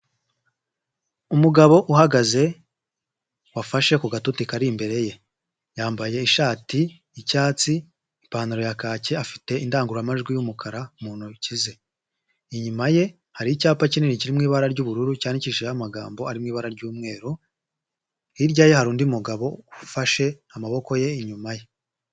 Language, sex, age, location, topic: Kinyarwanda, male, 50+, Nyagatare, government